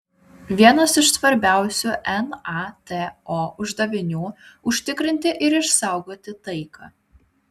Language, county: Lithuanian, Vilnius